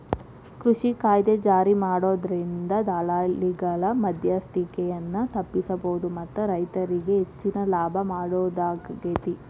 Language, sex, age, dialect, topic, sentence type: Kannada, female, 18-24, Dharwad Kannada, agriculture, statement